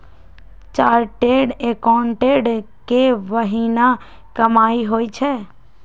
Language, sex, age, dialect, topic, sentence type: Magahi, female, 18-24, Western, banking, statement